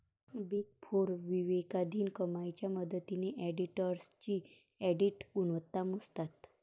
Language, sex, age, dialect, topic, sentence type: Marathi, female, 25-30, Varhadi, banking, statement